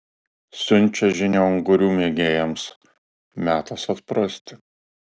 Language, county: Lithuanian, Alytus